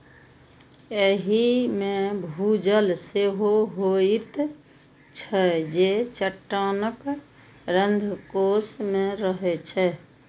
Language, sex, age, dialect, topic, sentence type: Maithili, female, 51-55, Eastern / Thethi, agriculture, statement